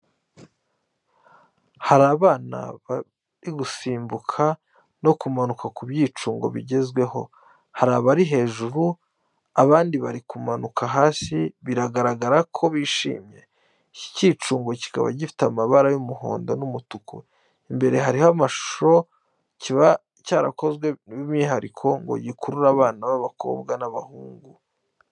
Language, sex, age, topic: Kinyarwanda, male, 25-35, education